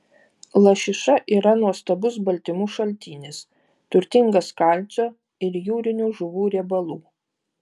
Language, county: Lithuanian, Vilnius